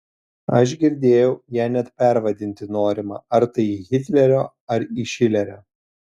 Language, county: Lithuanian, Telšiai